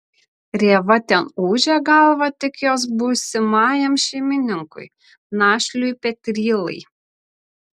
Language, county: Lithuanian, Vilnius